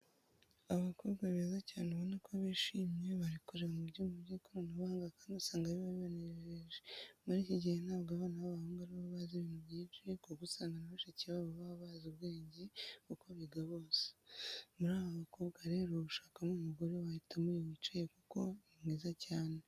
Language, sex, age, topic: Kinyarwanda, female, 25-35, education